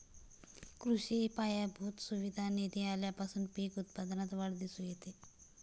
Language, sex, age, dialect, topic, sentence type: Marathi, female, 31-35, Standard Marathi, agriculture, statement